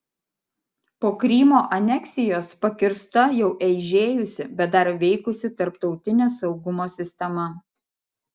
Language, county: Lithuanian, Vilnius